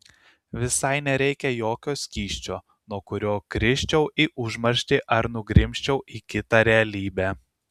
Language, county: Lithuanian, Kaunas